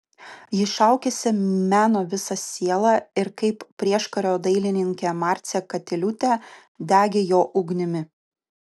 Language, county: Lithuanian, Utena